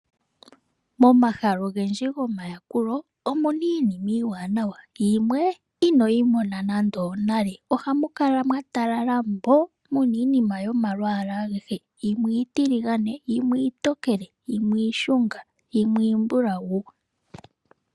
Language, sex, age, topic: Oshiwambo, female, 18-24, finance